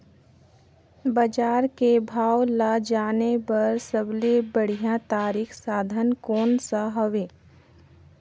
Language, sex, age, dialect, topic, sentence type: Chhattisgarhi, female, 25-30, Northern/Bhandar, agriculture, question